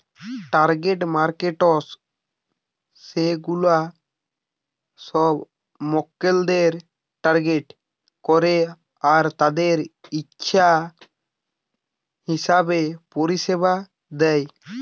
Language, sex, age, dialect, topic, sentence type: Bengali, male, 18-24, Western, banking, statement